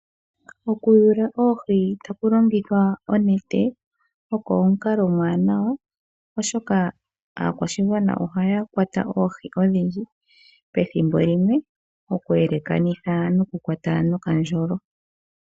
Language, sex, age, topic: Oshiwambo, female, 36-49, agriculture